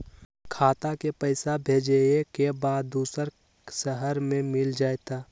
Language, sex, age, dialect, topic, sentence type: Magahi, male, 18-24, Western, banking, question